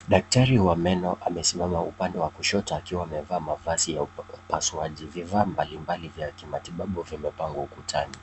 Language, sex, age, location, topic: Swahili, male, 18-24, Nakuru, health